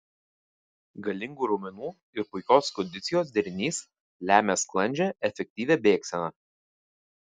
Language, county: Lithuanian, Vilnius